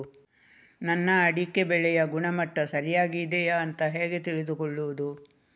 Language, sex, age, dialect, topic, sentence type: Kannada, female, 36-40, Coastal/Dakshin, agriculture, question